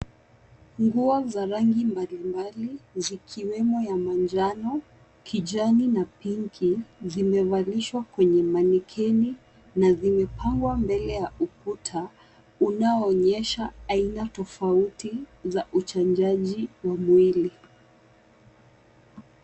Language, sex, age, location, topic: Swahili, female, 18-24, Nairobi, finance